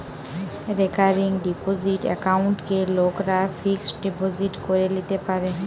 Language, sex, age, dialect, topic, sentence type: Bengali, female, 18-24, Western, banking, statement